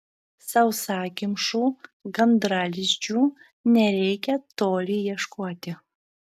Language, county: Lithuanian, Vilnius